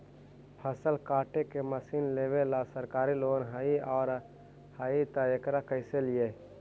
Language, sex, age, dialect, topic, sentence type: Magahi, male, 18-24, Central/Standard, agriculture, question